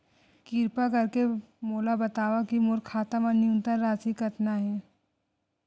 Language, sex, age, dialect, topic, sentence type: Chhattisgarhi, female, 31-35, Western/Budati/Khatahi, banking, statement